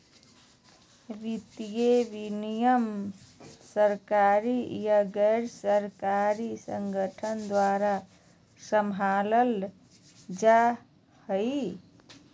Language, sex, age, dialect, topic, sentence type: Magahi, female, 31-35, Southern, banking, statement